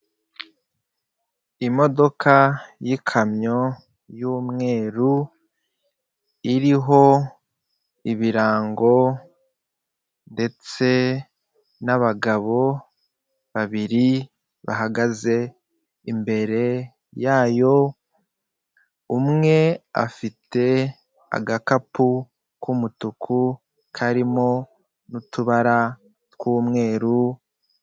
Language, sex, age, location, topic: Kinyarwanda, male, 25-35, Kigali, finance